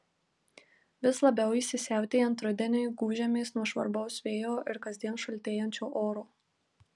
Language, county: Lithuanian, Marijampolė